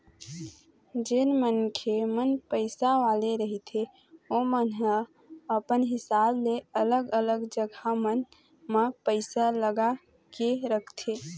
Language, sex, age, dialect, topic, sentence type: Chhattisgarhi, female, 18-24, Eastern, banking, statement